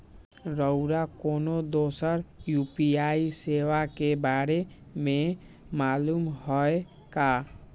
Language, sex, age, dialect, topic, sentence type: Magahi, male, 56-60, Western, banking, statement